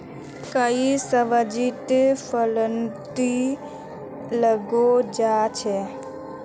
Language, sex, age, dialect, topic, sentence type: Magahi, female, 25-30, Northeastern/Surjapuri, agriculture, statement